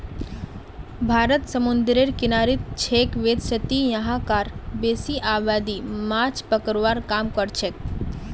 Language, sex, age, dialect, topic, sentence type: Magahi, female, 25-30, Northeastern/Surjapuri, agriculture, statement